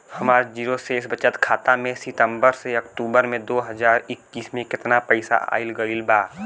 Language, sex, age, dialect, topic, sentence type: Bhojpuri, male, 18-24, Southern / Standard, banking, question